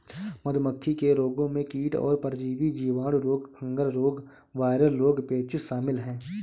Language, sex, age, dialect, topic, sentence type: Hindi, male, 25-30, Awadhi Bundeli, agriculture, statement